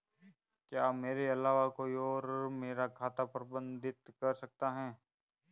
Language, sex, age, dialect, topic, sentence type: Hindi, male, 25-30, Marwari Dhudhari, banking, question